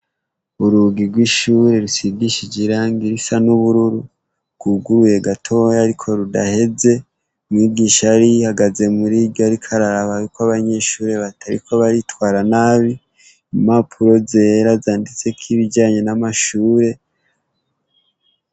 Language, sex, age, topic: Rundi, male, 18-24, education